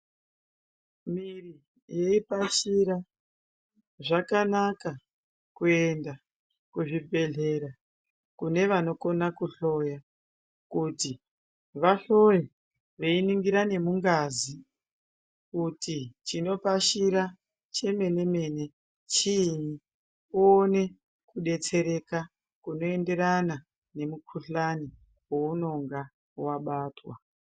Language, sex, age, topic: Ndau, female, 18-24, health